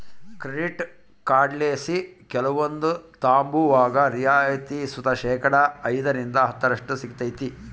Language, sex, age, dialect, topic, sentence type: Kannada, male, 51-55, Central, banking, statement